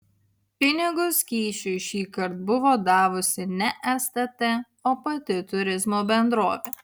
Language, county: Lithuanian, Utena